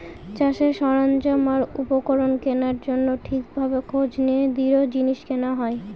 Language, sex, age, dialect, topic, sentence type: Bengali, female, 18-24, Northern/Varendri, agriculture, statement